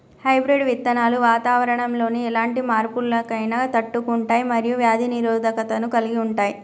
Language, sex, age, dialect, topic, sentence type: Telugu, female, 25-30, Telangana, agriculture, statement